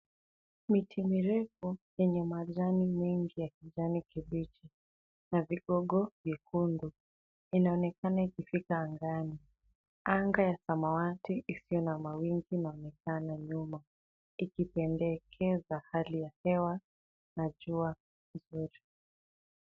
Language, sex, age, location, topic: Swahili, female, 18-24, Nairobi, health